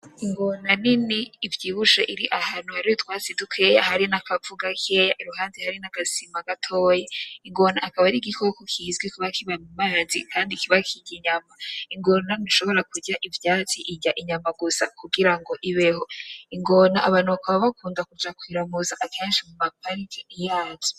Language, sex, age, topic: Rundi, female, 18-24, agriculture